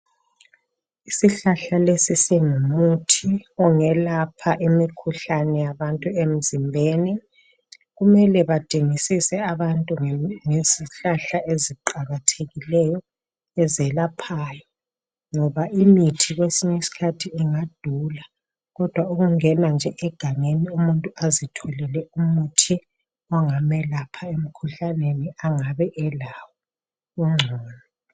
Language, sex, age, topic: North Ndebele, male, 50+, health